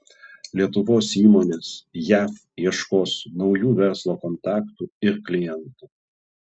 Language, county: Lithuanian, Klaipėda